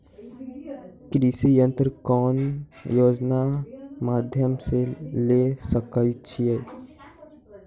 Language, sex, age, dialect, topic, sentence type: Magahi, male, 18-24, Western, agriculture, question